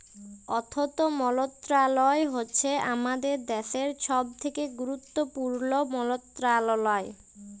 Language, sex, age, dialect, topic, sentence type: Bengali, male, 18-24, Jharkhandi, banking, statement